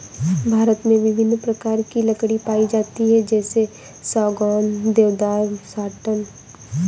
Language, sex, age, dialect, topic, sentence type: Hindi, female, 18-24, Awadhi Bundeli, agriculture, statement